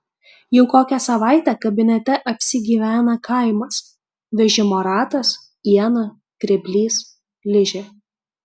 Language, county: Lithuanian, Kaunas